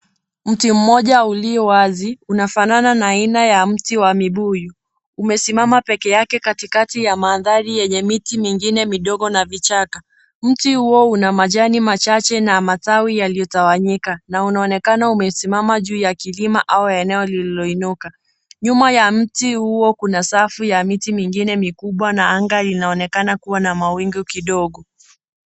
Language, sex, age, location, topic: Swahili, female, 18-24, Nairobi, government